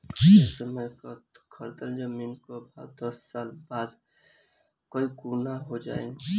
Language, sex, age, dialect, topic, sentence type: Bhojpuri, female, 18-24, Northern, banking, statement